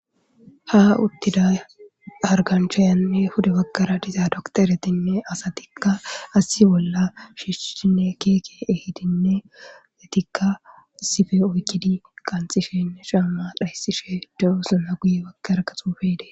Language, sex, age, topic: Gamo, female, 25-35, government